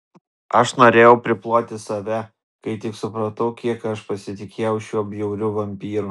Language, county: Lithuanian, Vilnius